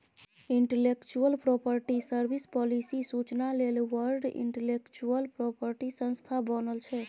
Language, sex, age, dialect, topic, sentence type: Maithili, female, 31-35, Bajjika, banking, statement